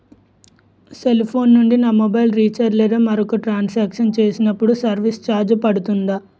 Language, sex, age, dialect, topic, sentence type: Telugu, male, 25-30, Utterandhra, banking, question